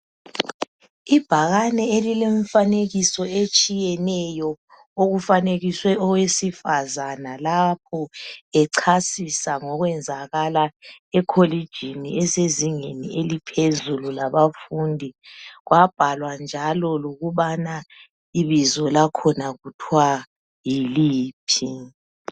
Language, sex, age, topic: North Ndebele, female, 50+, education